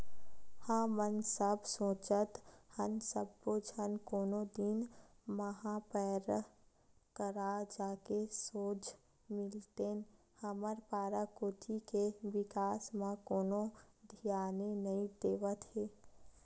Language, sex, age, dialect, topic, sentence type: Chhattisgarhi, female, 18-24, Western/Budati/Khatahi, banking, statement